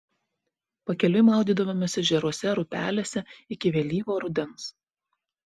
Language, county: Lithuanian, Vilnius